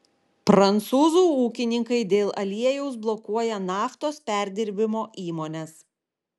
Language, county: Lithuanian, Klaipėda